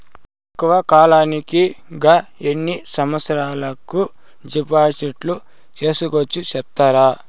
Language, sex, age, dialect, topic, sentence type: Telugu, male, 18-24, Southern, banking, question